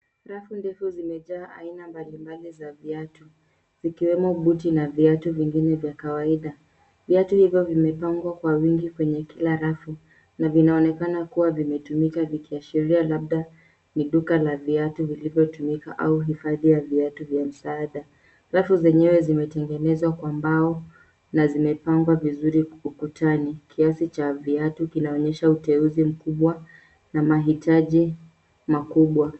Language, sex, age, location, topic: Swahili, female, 18-24, Nairobi, finance